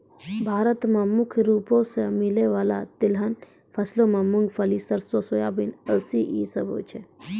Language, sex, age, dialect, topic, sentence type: Maithili, female, 36-40, Angika, agriculture, statement